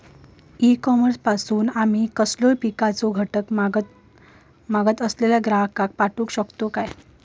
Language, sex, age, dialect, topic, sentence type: Marathi, female, 18-24, Southern Konkan, agriculture, question